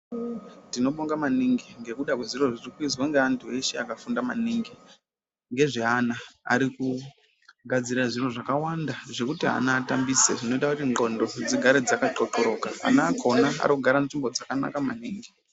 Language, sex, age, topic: Ndau, female, 18-24, health